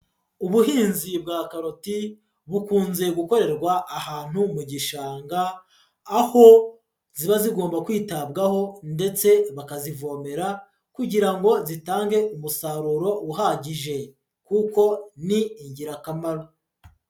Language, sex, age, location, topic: Kinyarwanda, female, 25-35, Huye, agriculture